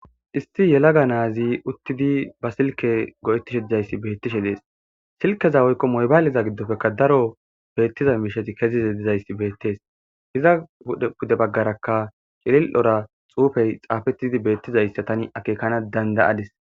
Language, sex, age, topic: Gamo, female, 25-35, government